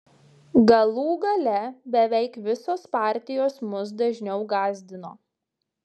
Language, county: Lithuanian, Šiauliai